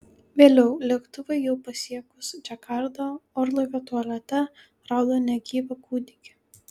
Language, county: Lithuanian, Kaunas